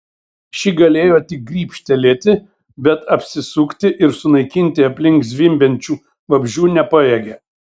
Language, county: Lithuanian, Šiauliai